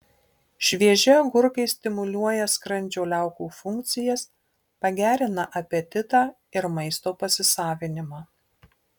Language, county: Lithuanian, Marijampolė